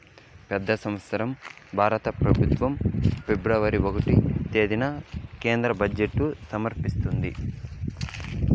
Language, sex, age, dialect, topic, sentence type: Telugu, male, 18-24, Southern, banking, statement